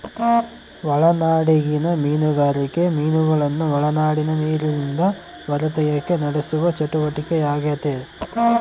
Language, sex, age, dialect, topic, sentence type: Kannada, male, 25-30, Central, agriculture, statement